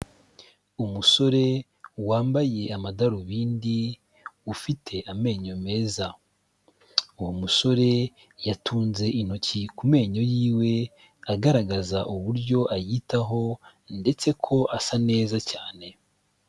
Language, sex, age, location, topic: Kinyarwanda, male, 25-35, Kigali, health